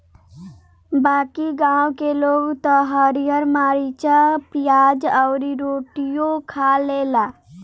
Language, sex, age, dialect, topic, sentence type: Bhojpuri, male, 18-24, Northern, agriculture, statement